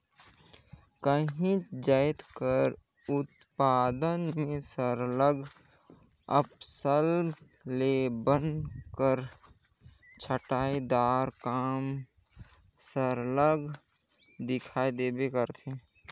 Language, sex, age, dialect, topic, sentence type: Chhattisgarhi, male, 56-60, Northern/Bhandar, agriculture, statement